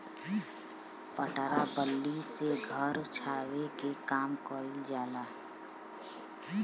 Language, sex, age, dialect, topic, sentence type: Bhojpuri, female, 31-35, Western, agriculture, statement